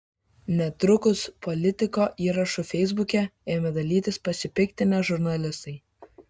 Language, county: Lithuanian, Kaunas